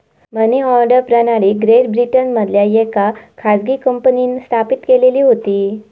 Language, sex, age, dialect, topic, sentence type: Marathi, female, 18-24, Southern Konkan, banking, statement